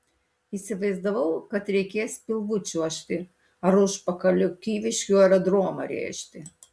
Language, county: Lithuanian, Alytus